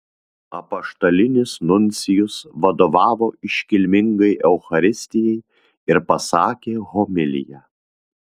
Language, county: Lithuanian, Vilnius